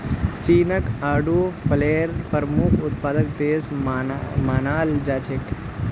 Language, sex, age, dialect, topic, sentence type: Magahi, male, 25-30, Northeastern/Surjapuri, agriculture, statement